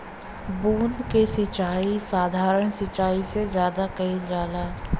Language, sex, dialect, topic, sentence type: Bhojpuri, female, Western, agriculture, statement